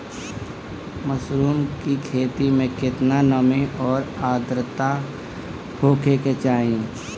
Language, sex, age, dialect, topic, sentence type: Bhojpuri, female, 18-24, Northern, agriculture, question